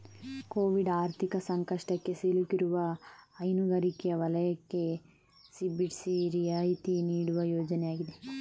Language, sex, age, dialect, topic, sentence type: Kannada, male, 25-30, Mysore Kannada, agriculture, statement